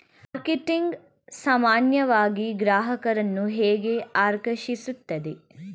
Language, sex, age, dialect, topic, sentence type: Kannada, female, 18-24, Mysore Kannada, agriculture, question